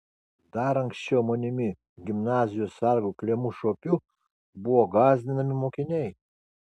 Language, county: Lithuanian, Kaunas